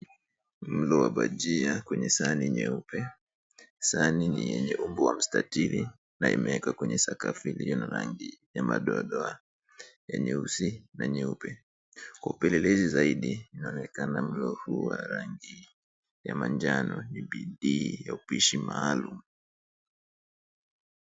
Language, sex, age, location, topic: Swahili, male, 25-35, Mombasa, agriculture